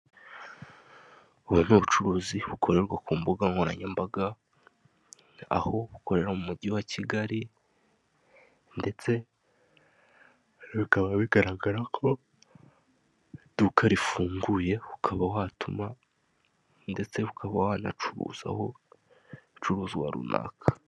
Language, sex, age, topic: Kinyarwanda, male, 18-24, finance